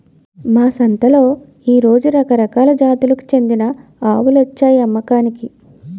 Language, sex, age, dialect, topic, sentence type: Telugu, female, 25-30, Utterandhra, agriculture, statement